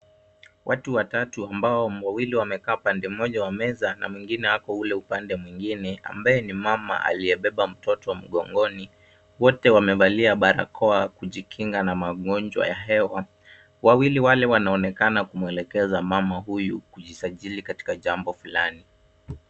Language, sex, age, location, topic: Swahili, male, 18-24, Nairobi, health